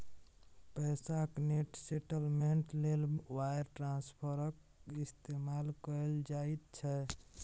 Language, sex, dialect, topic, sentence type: Maithili, male, Bajjika, banking, statement